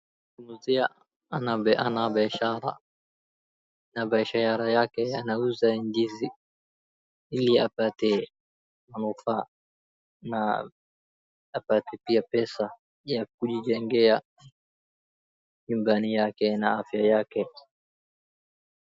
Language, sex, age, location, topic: Swahili, male, 36-49, Wajir, agriculture